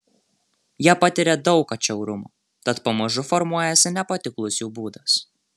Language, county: Lithuanian, Marijampolė